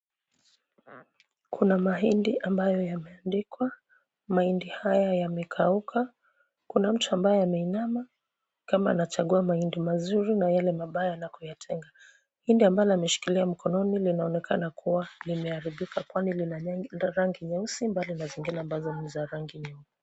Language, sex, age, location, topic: Swahili, female, 36-49, Kisumu, agriculture